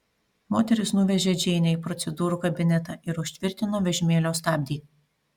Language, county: Lithuanian, Panevėžys